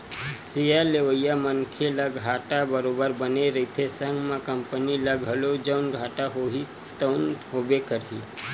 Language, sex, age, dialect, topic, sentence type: Chhattisgarhi, male, 18-24, Western/Budati/Khatahi, banking, statement